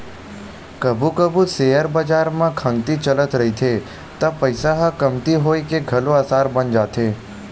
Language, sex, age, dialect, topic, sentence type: Chhattisgarhi, male, 18-24, Western/Budati/Khatahi, banking, statement